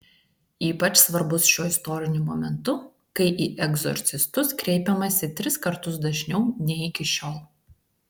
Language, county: Lithuanian, Klaipėda